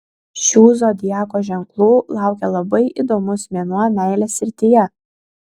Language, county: Lithuanian, Kaunas